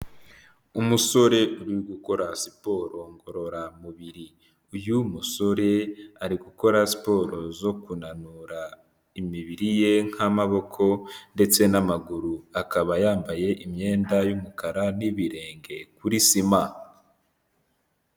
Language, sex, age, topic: Kinyarwanda, male, 18-24, health